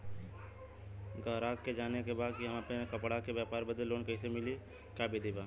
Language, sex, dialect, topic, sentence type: Bhojpuri, male, Western, banking, question